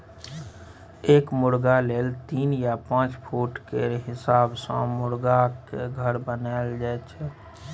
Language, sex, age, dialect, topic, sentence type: Maithili, male, 25-30, Bajjika, agriculture, statement